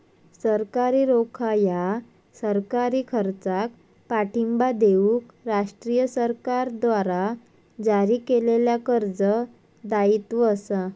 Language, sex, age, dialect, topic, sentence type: Marathi, male, 18-24, Southern Konkan, banking, statement